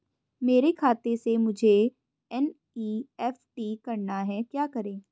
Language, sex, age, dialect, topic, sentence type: Hindi, female, 25-30, Hindustani Malvi Khadi Boli, banking, question